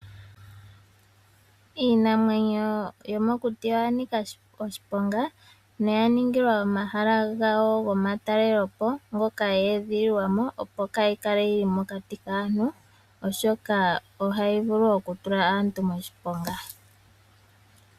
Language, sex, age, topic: Oshiwambo, female, 25-35, agriculture